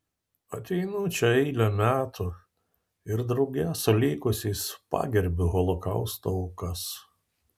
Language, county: Lithuanian, Vilnius